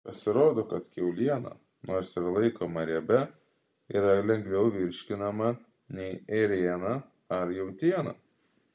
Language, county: Lithuanian, Klaipėda